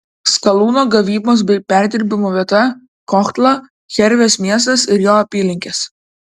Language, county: Lithuanian, Vilnius